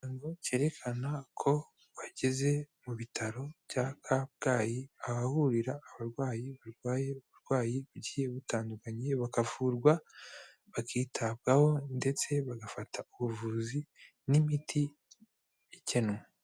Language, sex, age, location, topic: Kinyarwanda, male, 18-24, Kigali, health